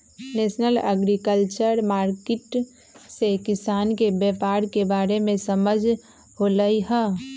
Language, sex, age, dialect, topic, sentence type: Magahi, female, 25-30, Western, agriculture, statement